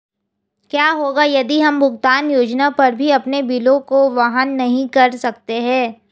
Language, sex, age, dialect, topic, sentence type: Hindi, female, 18-24, Hindustani Malvi Khadi Boli, banking, question